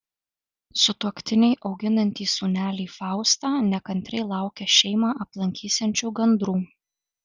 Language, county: Lithuanian, Alytus